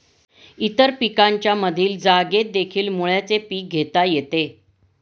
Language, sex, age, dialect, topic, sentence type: Marathi, female, 51-55, Standard Marathi, agriculture, statement